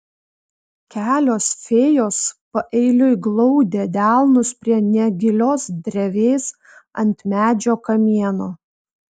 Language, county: Lithuanian, Vilnius